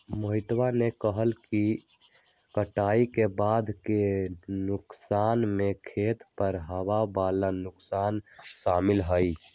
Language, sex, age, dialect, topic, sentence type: Magahi, male, 18-24, Western, agriculture, statement